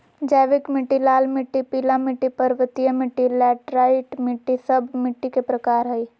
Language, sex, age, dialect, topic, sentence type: Magahi, female, 18-24, Southern, agriculture, statement